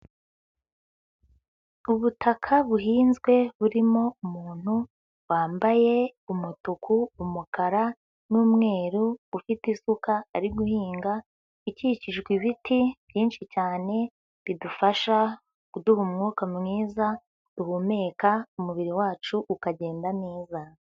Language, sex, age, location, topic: Kinyarwanda, female, 18-24, Huye, agriculture